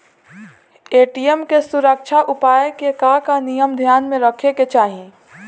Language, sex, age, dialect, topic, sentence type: Bhojpuri, female, 18-24, Southern / Standard, banking, question